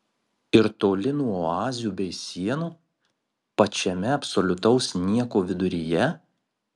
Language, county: Lithuanian, Marijampolė